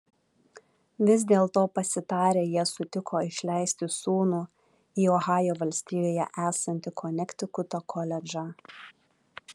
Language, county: Lithuanian, Vilnius